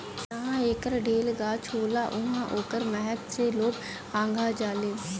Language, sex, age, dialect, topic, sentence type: Bhojpuri, female, 18-24, Northern, agriculture, statement